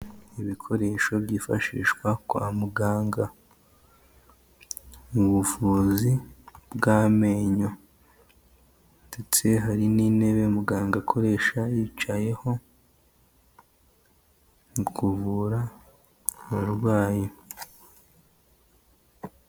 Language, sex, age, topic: Kinyarwanda, male, 18-24, health